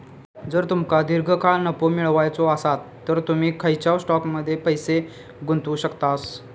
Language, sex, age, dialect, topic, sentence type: Marathi, male, 18-24, Southern Konkan, banking, statement